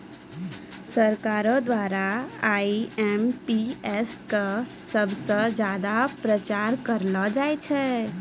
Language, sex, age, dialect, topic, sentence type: Maithili, female, 18-24, Angika, banking, statement